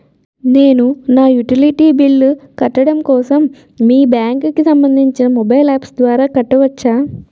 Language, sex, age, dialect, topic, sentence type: Telugu, female, 18-24, Utterandhra, banking, question